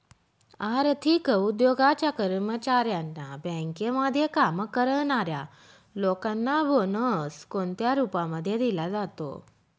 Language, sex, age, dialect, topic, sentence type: Marathi, female, 25-30, Northern Konkan, banking, statement